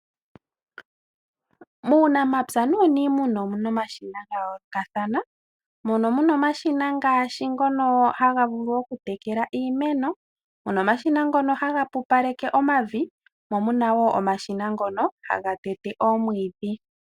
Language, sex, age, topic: Oshiwambo, female, 36-49, agriculture